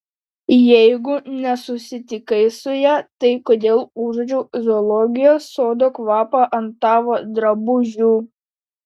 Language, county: Lithuanian, Panevėžys